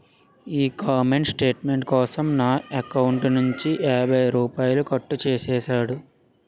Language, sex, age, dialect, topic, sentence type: Telugu, male, 56-60, Utterandhra, banking, statement